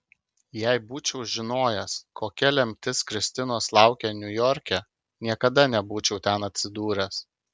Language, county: Lithuanian, Kaunas